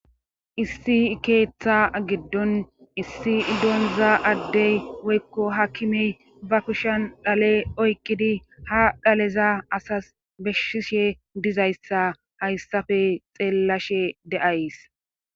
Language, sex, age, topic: Gamo, female, 25-35, government